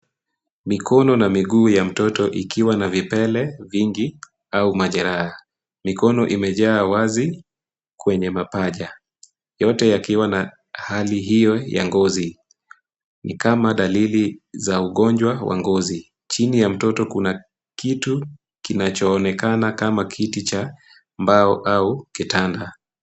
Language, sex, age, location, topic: Swahili, female, 18-24, Kisumu, health